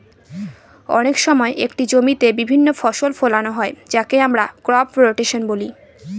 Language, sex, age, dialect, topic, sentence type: Bengali, female, 18-24, Northern/Varendri, agriculture, statement